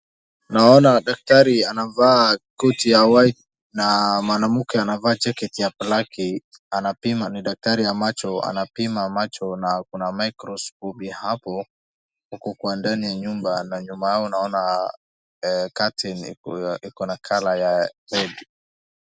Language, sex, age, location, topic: Swahili, male, 18-24, Wajir, health